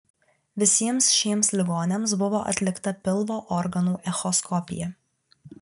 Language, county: Lithuanian, Alytus